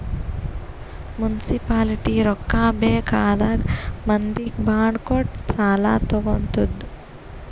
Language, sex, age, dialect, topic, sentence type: Kannada, female, 18-24, Northeastern, banking, statement